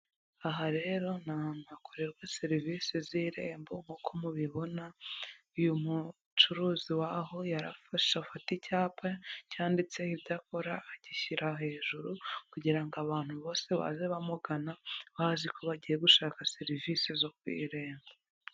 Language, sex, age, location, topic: Kinyarwanda, female, 18-24, Huye, government